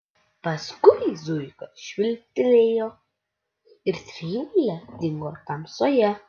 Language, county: Lithuanian, Utena